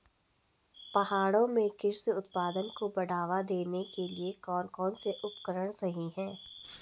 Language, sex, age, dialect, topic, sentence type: Hindi, female, 31-35, Garhwali, agriculture, question